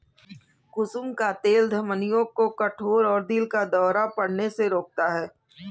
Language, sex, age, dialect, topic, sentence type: Hindi, female, 18-24, Kanauji Braj Bhasha, agriculture, statement